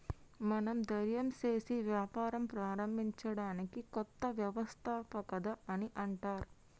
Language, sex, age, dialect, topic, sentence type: Telugu, female, 60-100, Telangana, banking, statement